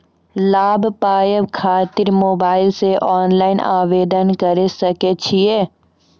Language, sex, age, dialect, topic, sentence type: Maithili, female, 41-45, Angika, banking, question